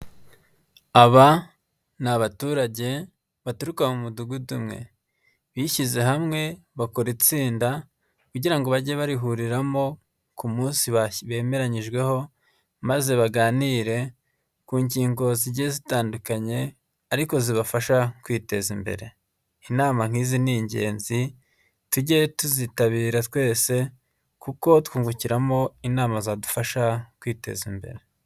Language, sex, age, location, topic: Kinyarwanda, male, 25-35, Nyagatare, health